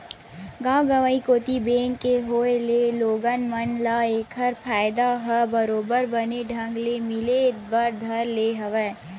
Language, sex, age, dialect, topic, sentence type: Chhattisgarhi, female, 60-100, Western/Budati/Khatahi, banking, statement